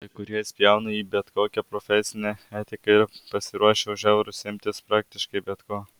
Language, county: Lithuanian, Alytus